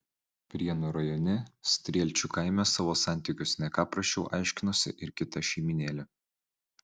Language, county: Lithuanian, Vilnius